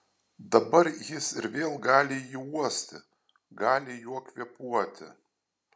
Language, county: Lithuanian, Alytus